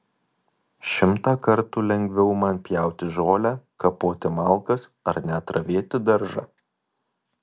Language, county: Lithuanian, Kaunas